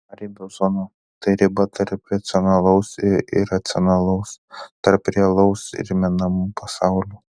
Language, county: Lithuanian, Telšiai